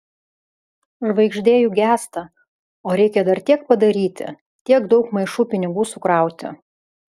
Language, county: Lithuanian, Vilnius